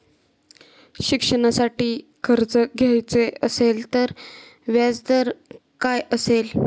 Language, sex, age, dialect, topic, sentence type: Marathi, male, 18-24, Standard Marathi, banking, question